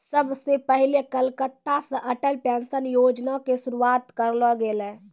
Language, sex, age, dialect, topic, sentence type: Maithili, female, 18-24, Angika, banking, statement